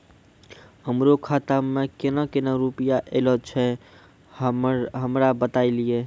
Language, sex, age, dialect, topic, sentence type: Maithili, male, 46-50, Angika, banking, question